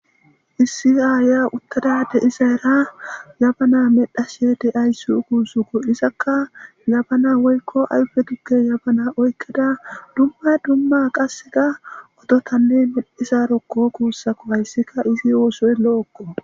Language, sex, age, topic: Gamo, male, 18-24, government